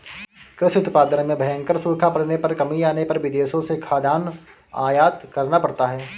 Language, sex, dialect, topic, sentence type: Hindi, male, Marwari Dhudhari, agriculture, statement